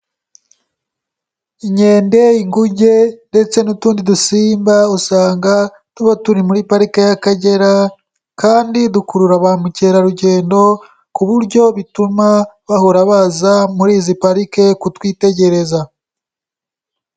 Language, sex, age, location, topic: Kinyarwanda, male, 18-24, Kigali, agriculture